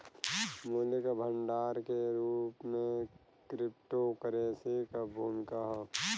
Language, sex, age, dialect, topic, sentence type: Bhojpuri, male, 25-30, Western, banking, statement